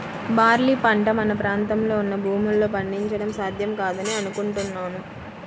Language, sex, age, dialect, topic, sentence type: Telugu, female, 25-30, Central/Coastal, agriculture, statement